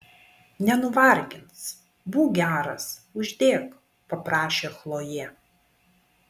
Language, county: Lithuanian, Vilnius